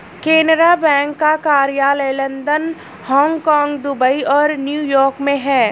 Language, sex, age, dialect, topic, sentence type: Hindi, male, 36-40, Hindustani Malvi Khadi Boli, banking, statement